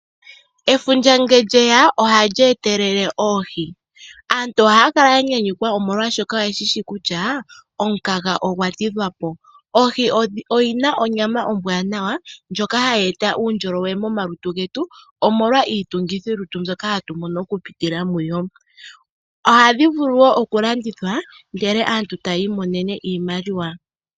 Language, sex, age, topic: Oshiwambo, female, 25-35, agriculture